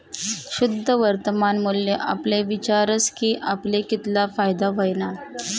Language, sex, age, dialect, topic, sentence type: Marathi, female, 31-35, Northern Konkan, banking, statement